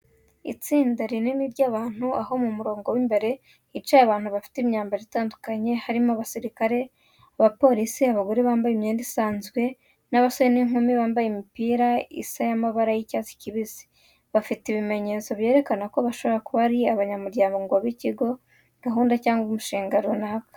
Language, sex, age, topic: Kinyarwanda, female, 18-24, education